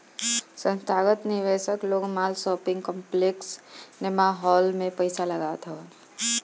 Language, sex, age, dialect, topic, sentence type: Bhojpuri, female, 31-35, Northern, banking, statement